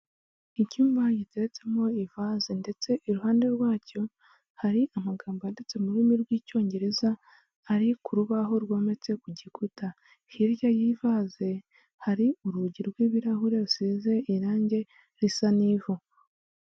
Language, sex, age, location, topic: Kinyarwanda, male, 50+, Huye, health